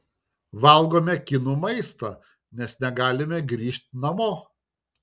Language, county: Lithuanian, Šiauliai